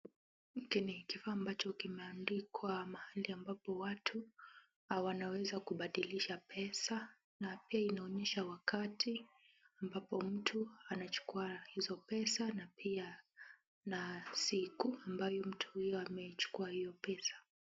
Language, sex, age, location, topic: Swahili, female, 18-24, Kisumu, finance